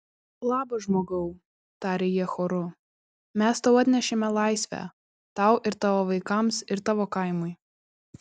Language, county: Lithuanian, Kaunas